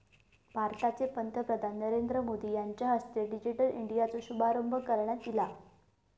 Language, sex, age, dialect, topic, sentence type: Marathi, female, 18-24, Southern Konkan, banking, statement